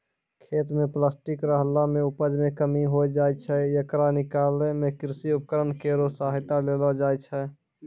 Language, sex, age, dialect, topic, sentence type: Maithili, male, 46-50, Angika, agriculture, statement